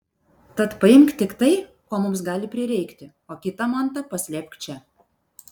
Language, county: Lithuanian, Vilnius